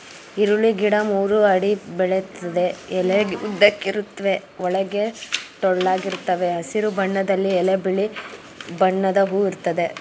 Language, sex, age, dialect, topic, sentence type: Kannada, female, 18-24, Mysore Kannada, agriculture, statement